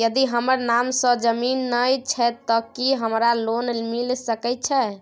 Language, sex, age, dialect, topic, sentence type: Maithili, female, 18-24, Bajjika, banking, question